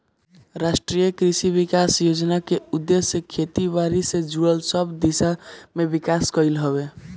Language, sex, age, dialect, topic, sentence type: Bhojpuri, male, 18-24, Northern, agriculture, statement